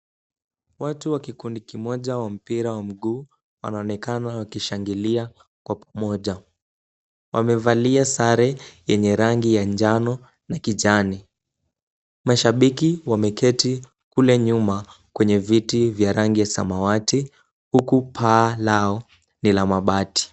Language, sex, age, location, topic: Swahili, male, 18-24, Kisumu, government